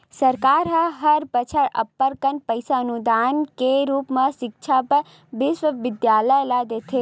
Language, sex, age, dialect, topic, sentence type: Chhattisgarhi, female, 18-24, Western/Budati/Khatahi, banking, statement